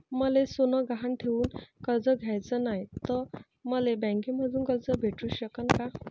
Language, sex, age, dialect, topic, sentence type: Marathi, female, 25-30, Varhadi, banking, question